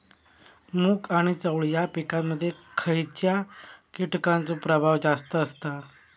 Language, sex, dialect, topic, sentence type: Marathi, male, Southern Konkan, agriculture, question